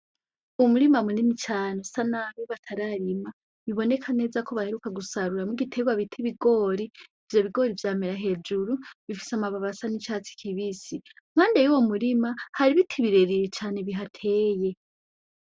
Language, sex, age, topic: Rundi, female, 18-24, agriculture